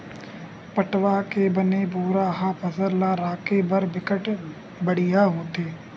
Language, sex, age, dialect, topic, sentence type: Chhattisgarhi, male, 56-60, Western/Budati/Khatahi, agriculture, statement